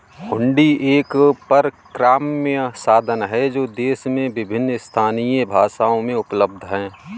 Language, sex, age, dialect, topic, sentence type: Hindi, male, 31-35, Awadhi Bundeli, banking, statement